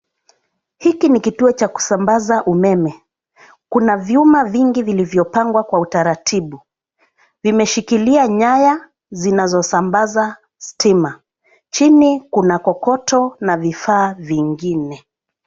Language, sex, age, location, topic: Swahili, female, 36-49, Nairobi, government